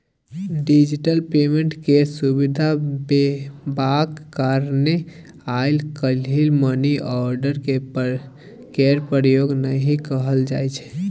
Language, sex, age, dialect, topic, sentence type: Maithili, male, 18-24, Bajjika, banking, statement